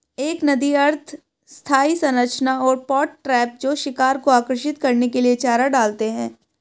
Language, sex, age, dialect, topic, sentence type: Hindi, female, 18-24, Marwari Dhudhari, agriculture, statement